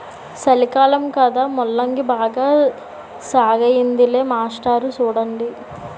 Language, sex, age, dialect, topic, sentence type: Telugu, female, 18-24, Utterandhra, agriculture, statement